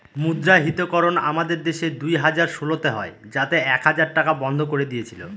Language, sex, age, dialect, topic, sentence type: Bengali, male, 36-40, Northern/Varendri, banking, statement